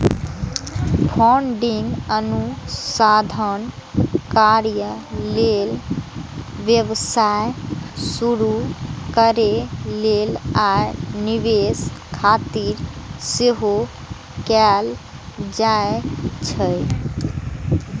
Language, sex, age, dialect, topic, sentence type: Maithili, female, 18-24, Eastern / Thethi, banking, statement